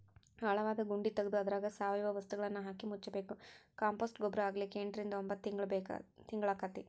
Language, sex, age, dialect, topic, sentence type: Kannada, female, 18-24, Dharwad Kannada, agriculture, statement